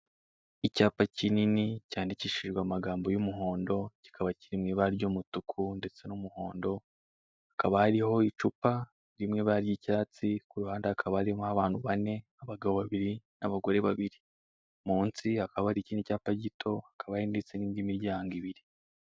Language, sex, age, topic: Kinyarwanda, male, 18-24, finance